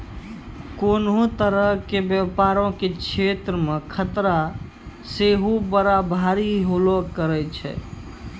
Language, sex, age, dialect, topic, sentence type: Maithili, male, 51-55, Angika, banking, statement